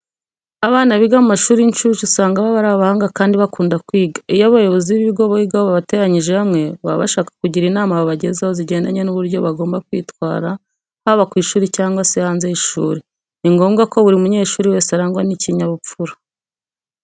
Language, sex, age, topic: Kinyarwanda, female, 25-35, education